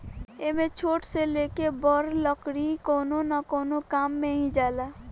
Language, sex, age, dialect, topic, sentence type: Bhojpuri, female, 18-24, Southern / Standard, agriculture, statement